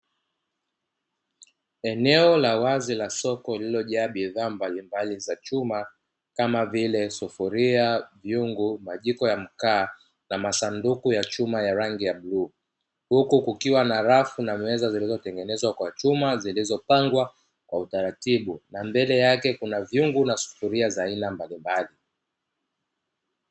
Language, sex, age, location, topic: Swahili, male, 25-35, Dar es Salaam, finance